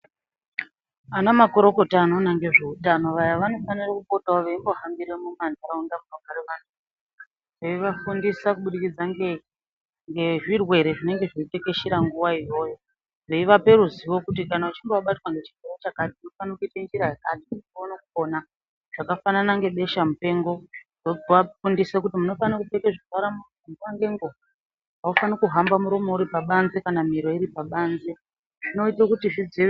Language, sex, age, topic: Ndau, female, 25-35, health